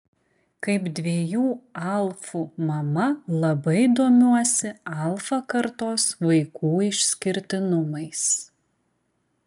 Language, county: Lithuanian, Klaipėda